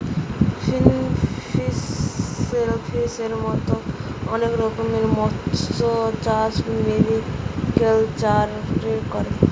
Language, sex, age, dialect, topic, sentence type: Bengali, female, 18-24, Western, agriculture, statement